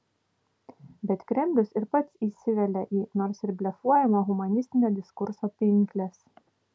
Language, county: Lithuanian, Vilnius